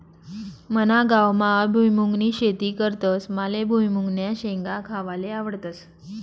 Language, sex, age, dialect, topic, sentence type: Marathi, female, 25-30, Northern Konkan, agriculture, statement